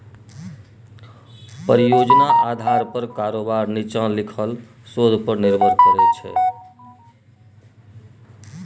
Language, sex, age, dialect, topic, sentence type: Maithili, male, 41-45, Bajjika, banking, statement